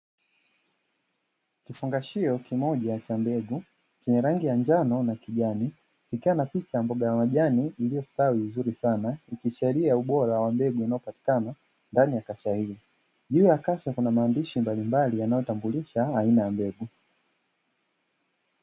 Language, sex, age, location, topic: Swahili, male, 36-49, Dar es Salaam, agriculture